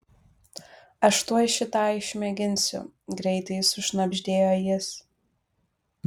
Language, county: Lithuanian, Vilnius